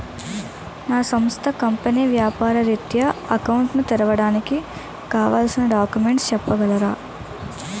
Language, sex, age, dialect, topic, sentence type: Telugu, female, 18-24, Utterandhra, banking, question